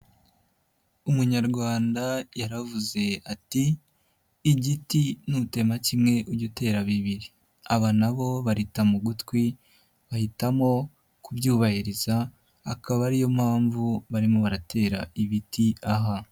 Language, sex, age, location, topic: Kinyarwanda, male, 50+, Nyagatare, agriculture